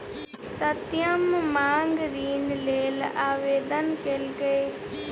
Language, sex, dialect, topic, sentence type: Maithili, female, Bajjika, banking, statement